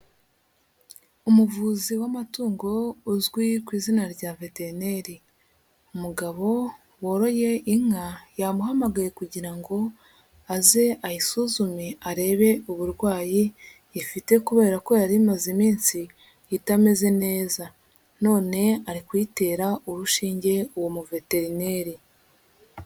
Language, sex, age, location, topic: Kinyarwanda, female, 36-49, Huye, agriculture